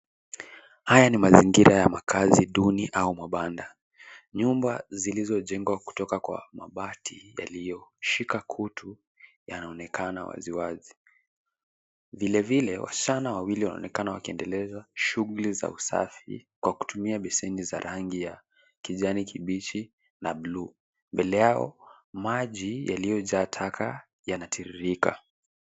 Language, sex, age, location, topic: Swahili, male, 18-24, Nairobi, government